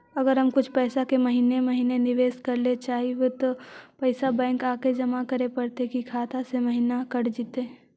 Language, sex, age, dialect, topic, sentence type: Magahi, female, 25-30, Central/Standard, banking, question